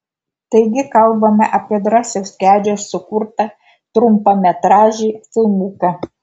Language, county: Lithuanian, Kaunas